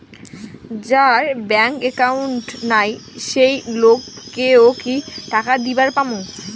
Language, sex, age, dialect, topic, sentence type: Bengali, female, 18-24, Rajbangshi, banking, question